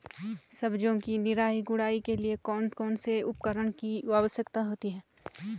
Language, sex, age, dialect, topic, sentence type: Hindi, female, 18-24, Garhwali, agriculture, question